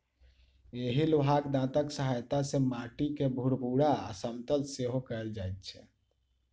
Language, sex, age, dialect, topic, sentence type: Maithili, male, 18-24, Southern/Standard, agriculture, statement